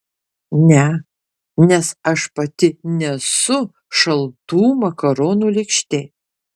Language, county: Lithuanian, Kaunas